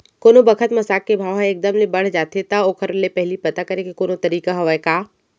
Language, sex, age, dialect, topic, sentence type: Chhattisgarhi, female, 25-30, Central, agriculture, question